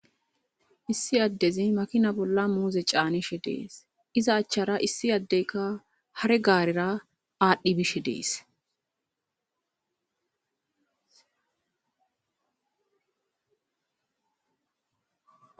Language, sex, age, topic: Gamo, female, 25-35, agriculture